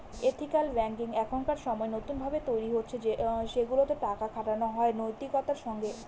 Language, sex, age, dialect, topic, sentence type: Bengali, female, 18-24, Northern/Varendri, banking, statement